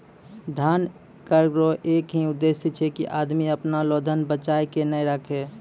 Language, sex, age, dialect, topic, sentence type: Maithili, male, 56-60, Angika, banking, statement